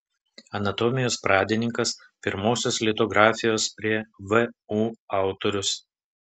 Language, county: Lithuanian, Telšiai